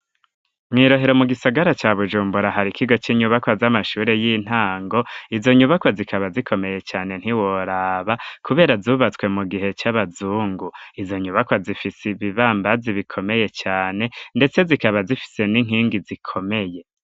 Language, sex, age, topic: Rundi, male, 25-35, education